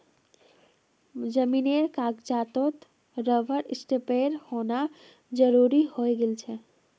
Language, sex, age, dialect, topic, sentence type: Magahi, female, 18-24, Northeastern/Surjapuri, agriculture, statement